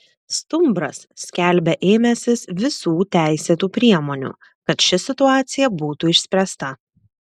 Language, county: Lithuanian, Klaipėda